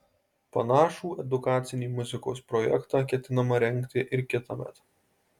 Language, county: Lithuanian, Marijampolė